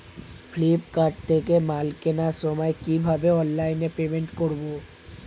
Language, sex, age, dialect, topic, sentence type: Bengali, male, 18-24, Standard Colloquial, banking, question